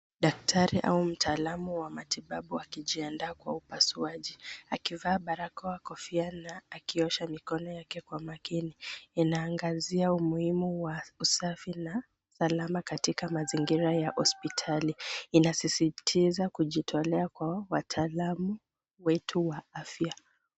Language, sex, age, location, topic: Swahili, female, 25-35, Nairobi, health